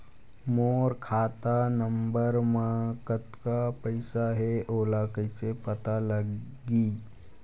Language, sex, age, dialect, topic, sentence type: Chhattisgarhi, male, 41-45, Western/Budati/Khatahi, banking, question